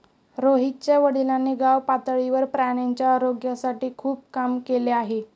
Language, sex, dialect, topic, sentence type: Marathi, female, Standard Marathi, agriculture, statement